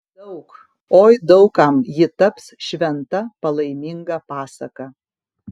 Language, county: Lithuanian, Kaunas